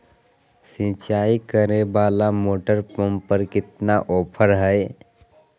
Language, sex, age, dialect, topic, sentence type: Magahi, male, 31-35, Southern, agriculture, question